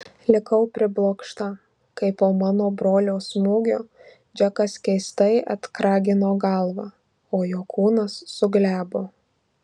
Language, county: Lithuanian, Marijampolė